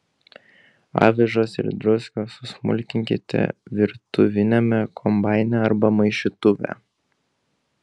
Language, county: Lithuanian, Kaunas